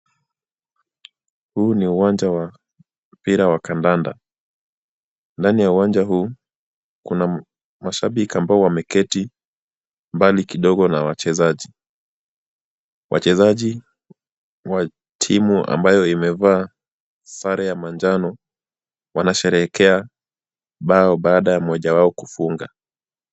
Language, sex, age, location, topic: Swahili, male, 25-35, Kisumu, government